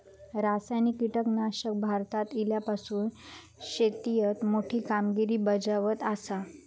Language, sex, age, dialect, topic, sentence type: Marathi, female, 25-30, Southern Konkan, agriculture, statement